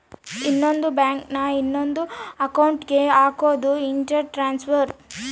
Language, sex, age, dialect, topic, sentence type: Kannada, female, 18-24, Central, banking, statement